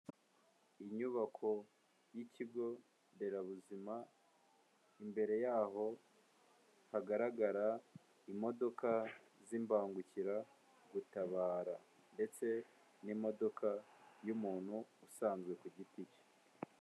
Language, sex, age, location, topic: Kinyarwanda, male, 18-24, Kigali, government